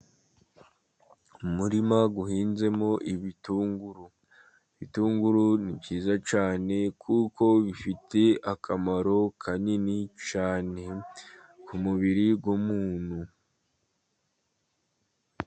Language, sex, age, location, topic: Kinyarwanda, male, 50+, Musanze, agriculture